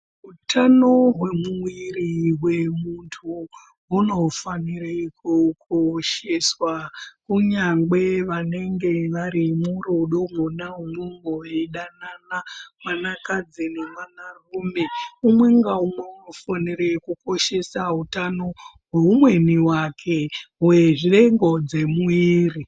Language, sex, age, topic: Ndau, female, 25-35, health